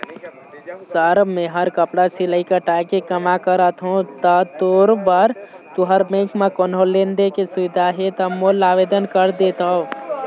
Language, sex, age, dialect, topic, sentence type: Chhattisgarhi, male, 18-24, Eastern, banking, question